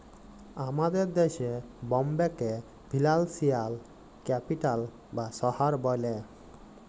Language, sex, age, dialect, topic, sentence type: Bengali, male, 18-24, Jharkhandi, banking, statement